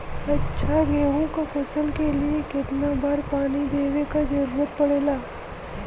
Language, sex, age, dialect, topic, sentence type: Bhojpuri, female, 18-24, Western, agriculture, question